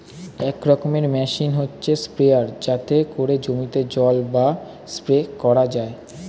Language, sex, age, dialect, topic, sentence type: Bengali, male, 18-24, Standard Colloquial, agriculture, statement